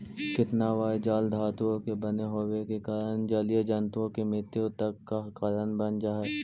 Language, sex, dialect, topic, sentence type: Magahi, male, Central/Standard, agriculture, statement